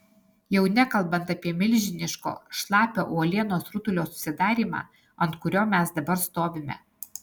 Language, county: Lithuanian, Alytus